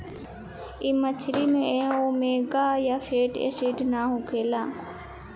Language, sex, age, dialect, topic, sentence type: Bhojpuri, female, 18-24, Southern / Standard, agriculture, statement